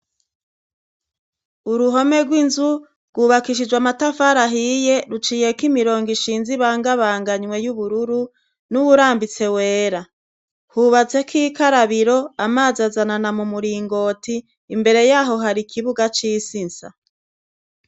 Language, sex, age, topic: Rundi, female, 36-49, education